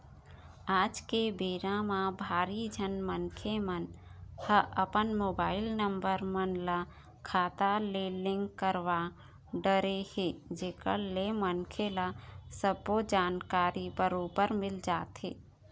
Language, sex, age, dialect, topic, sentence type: Chhattisgarhi, female, 31-35, Eastern, banking, statement